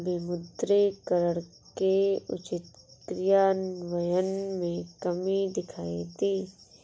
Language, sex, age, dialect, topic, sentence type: Hindi, female, 46-50, Awadhi Bundeli, banking, statement